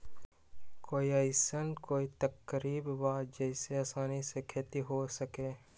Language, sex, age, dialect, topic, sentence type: Magahi, male, 18-24, Western, agriculture, question